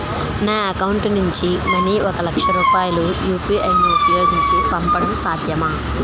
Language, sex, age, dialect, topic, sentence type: Telugu, female, 31-35, Utterandhra, banking, question